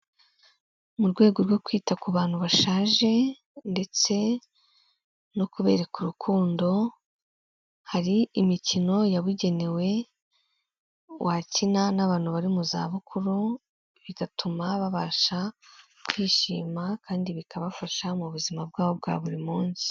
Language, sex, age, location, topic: Kinyarwanda, female, 18-24, Kigali, health